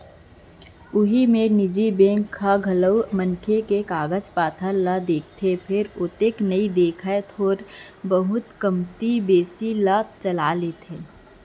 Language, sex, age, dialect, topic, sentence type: Chhattisgarhi, female, 25-30, Central, banking, statement